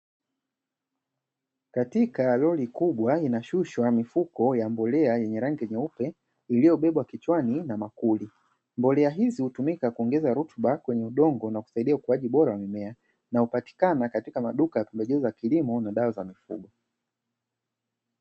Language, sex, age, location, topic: Swahili, male, 36-49, Dar es Salaam, agriculture